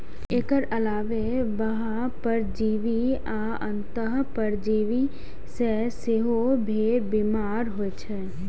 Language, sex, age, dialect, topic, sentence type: Maithili, female, 18-24, Eastern / Thethi, agriculture, statement